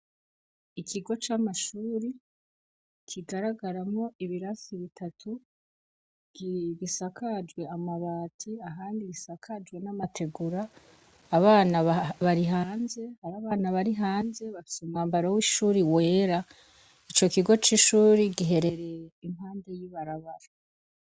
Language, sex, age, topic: Rundi, female, 25-35, education